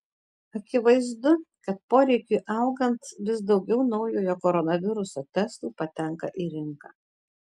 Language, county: Lithuanian, Tauragė